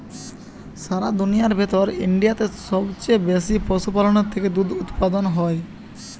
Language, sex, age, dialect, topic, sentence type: Bengali, male, 18-24, Western, agriculture, statement